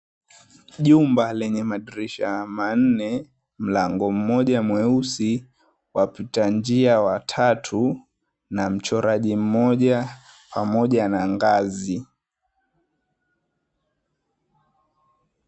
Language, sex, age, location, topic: Swahili, male, 25-35, Mombasa, education